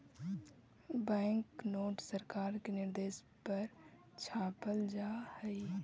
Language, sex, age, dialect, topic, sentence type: Magahi, female, 25-30, Central/Standard, banking, statement